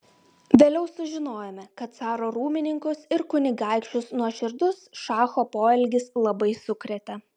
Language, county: Lithuanian, Klaipėda